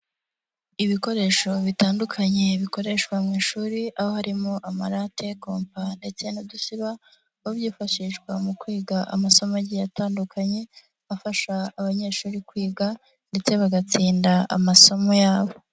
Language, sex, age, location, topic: Kinyarwanda, male, 50+, Nyagatare, education